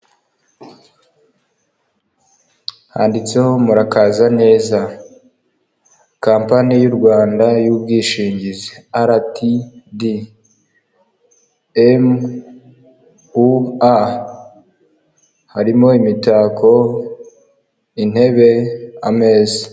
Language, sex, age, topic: Kinyarwanda, male, 25-35, finance